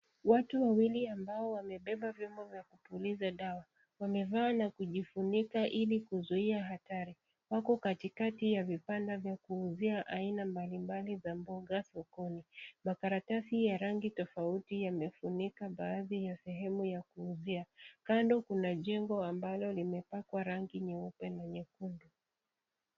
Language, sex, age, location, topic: Swahili, female, 25-35, Kisii, health